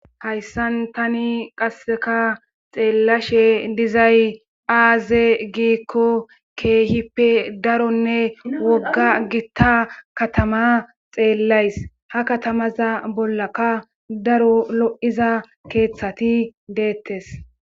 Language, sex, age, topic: Gamo, female, 36-49, government